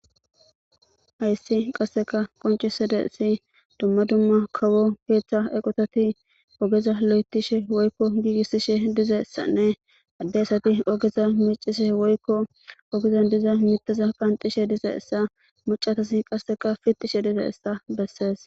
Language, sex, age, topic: Gamo, male, 18-24, government